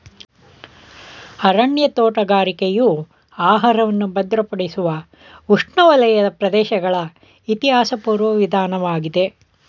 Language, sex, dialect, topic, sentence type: Kannada, male, Mysore Kannada, agriculture, statement